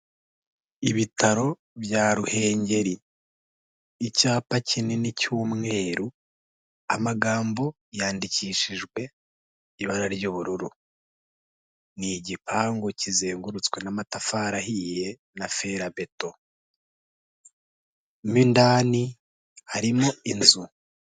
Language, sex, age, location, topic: Kinyarwanda, male, 18-24, Kigali, health